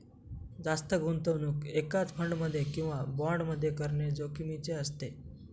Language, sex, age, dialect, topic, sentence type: Marathi, male, 25-30, Northern Konkan, banking, statement